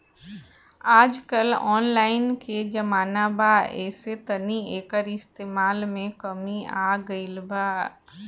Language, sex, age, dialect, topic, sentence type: Bhojpuri, female, 41-45, Southern / Standard, agriculture, statement